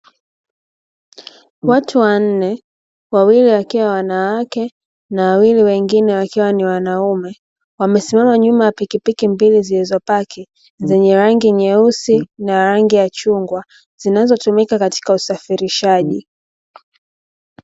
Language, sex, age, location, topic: Swahili, female, 18-24, Dar es Salaam, government